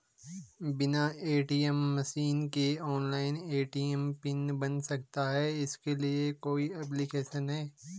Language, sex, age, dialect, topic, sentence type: Hindi, male, 25-30, Garhwali, banking, question